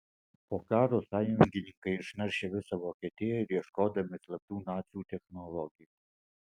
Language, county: Lithuanian, Alytus